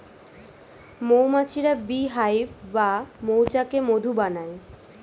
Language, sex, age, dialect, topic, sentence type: Bengali, female, 18-24, Standard Colloquial, agriculture, statement